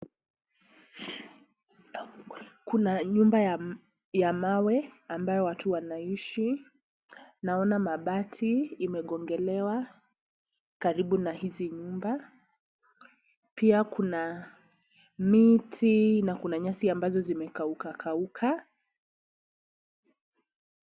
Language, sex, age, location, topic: Swahili, female, 25-35, Nairobi, finance